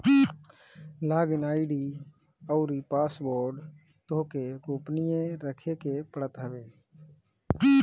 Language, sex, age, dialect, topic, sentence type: Bhojpuri, male, 31-35, Northern, banking, statement